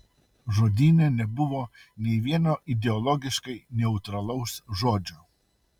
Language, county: Lithuanian, Utena